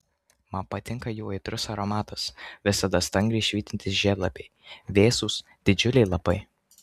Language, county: Lithuanian, Kaunas